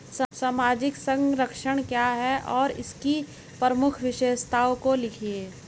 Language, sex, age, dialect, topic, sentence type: Hindi, male, 36-40, Hindustani Malvi Khadi Boli, banking, question